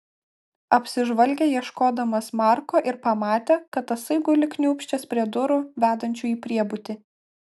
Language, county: Lithuanian, Klaipėda